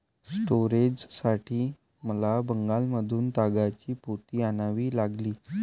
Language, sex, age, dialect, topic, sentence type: Marathi, male, 18-24, Varhadi, agriculture, statement